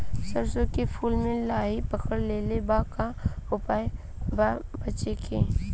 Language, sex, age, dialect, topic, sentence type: Bhojpuri, female, 25-30, Southern / Standard, agriculture, question